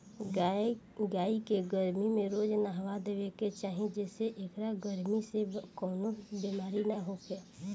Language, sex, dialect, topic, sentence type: Bhojpuri, female, Northern, agriculture, statement